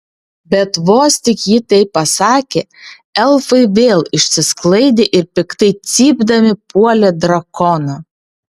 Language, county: Lithuanian, Vilnius